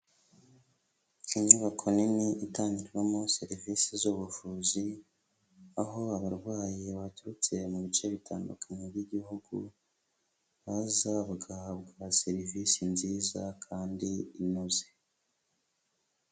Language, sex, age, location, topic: Kinyarwanda, male, 25-35, Huye, health